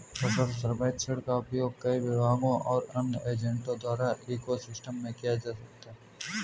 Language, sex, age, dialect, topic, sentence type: Hindi, male, 18-24, Kanauji Braj Bhasha, agriculture, statement